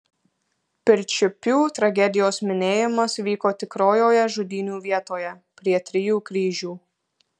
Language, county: Lithuanian, Marijampolė